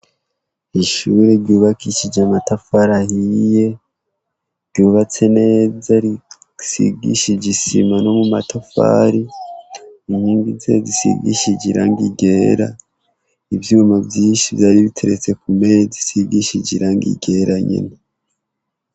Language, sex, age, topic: Rundi, male, 18-24, education